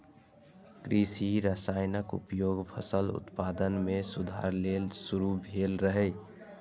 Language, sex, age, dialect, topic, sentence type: Maithili, male, 25-30, Eastern / Thethi, agriculture, statement